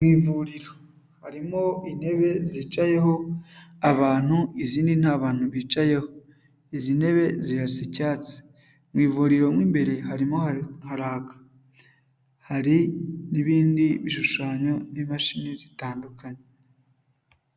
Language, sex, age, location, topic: Kinyarwanda, male, 25-35, Huye, health